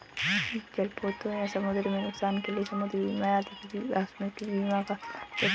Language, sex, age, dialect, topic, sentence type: Hindi, female, 25-30, Marwari Dhudhari, banking, statement